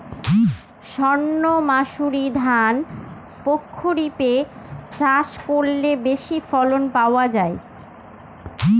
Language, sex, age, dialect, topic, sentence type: Bengali, female, 31-35, Northern/Varendri, agriculture, question